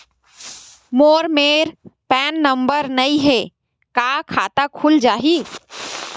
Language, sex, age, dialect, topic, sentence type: Chhattisgarhi, female, 18-24, Western/Budati/Khatahi, banking, question